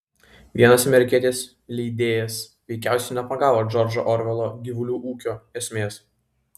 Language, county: Lithuanian, Vilnius